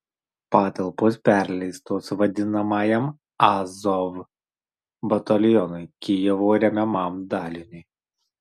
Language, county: Lithuanian, Marijampolė